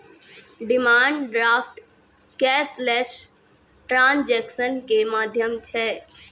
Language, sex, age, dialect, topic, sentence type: Maithili, female, 36-40, Angika, banking, statement